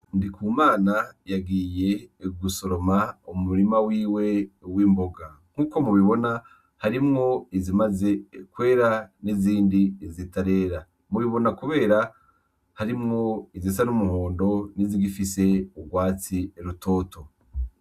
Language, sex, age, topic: Rundi, male, 25-35, agriculture